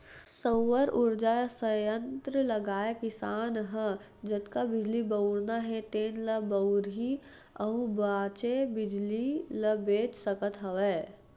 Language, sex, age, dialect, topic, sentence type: Chhattisgarhi, female, 18-24, Western/Budati/Khatahi, agriculture, statement